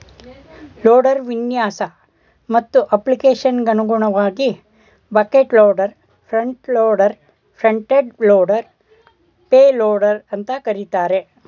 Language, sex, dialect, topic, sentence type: Kannada, male, Mysore Kannada, agriculture, statement